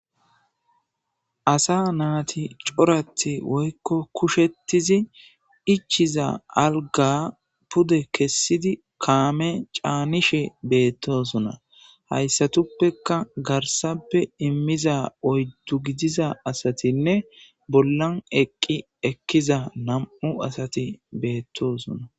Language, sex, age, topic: Gamo, male, 18-24, government